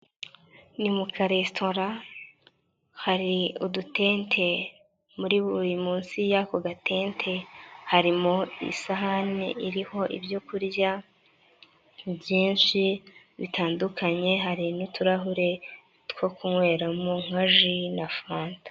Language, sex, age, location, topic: Kinyarwanda, female, 18-24, Nyagatare, finance